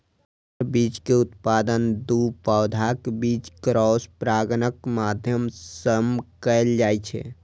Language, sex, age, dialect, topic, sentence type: Maithili, male, 18-24, Eastern / Thethi, agriculture, statement